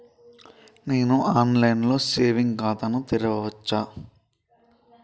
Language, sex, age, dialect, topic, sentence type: Telugu, male, 25-30, Telangana, banking, question